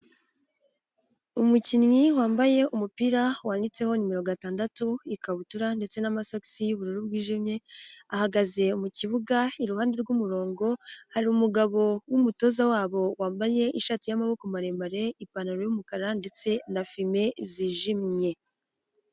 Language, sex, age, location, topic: Kinyarwanda, female, 18-24, Nyagatare, government